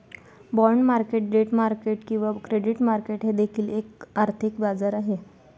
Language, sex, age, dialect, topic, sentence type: Marathi, female, 56-60, Varhadi, banking, statement